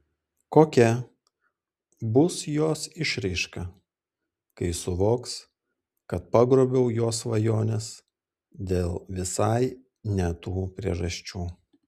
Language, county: Lithuanian, Klaipėda